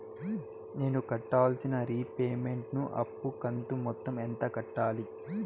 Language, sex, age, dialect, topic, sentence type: Telugu, male, 18-24, Southern, banking, question